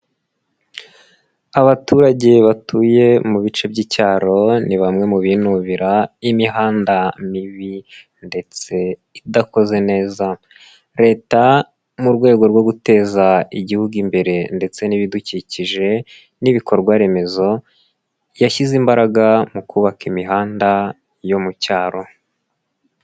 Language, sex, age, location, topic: Kinyarwanda, male, 18-24, Nyagatare, government